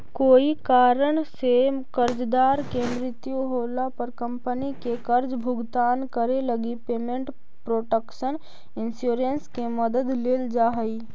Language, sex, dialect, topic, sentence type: Magahi, female, Central/Standard, banking, statement